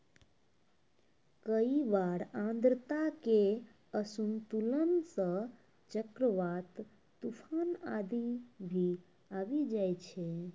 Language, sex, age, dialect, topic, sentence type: Maithili, female, 56-60, Angika, agriculture, statement